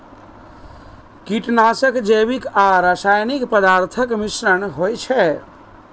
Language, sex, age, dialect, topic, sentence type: Maithili, male, 31-35, Eastern / Thethi, agriculture, statement